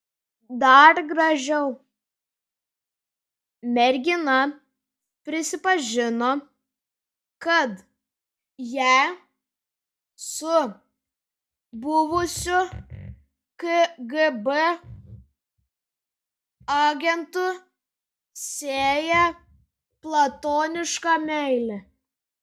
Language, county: Lithuanian, Šiauliai